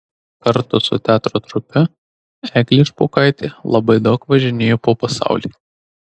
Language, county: Lithuanian, Tauragė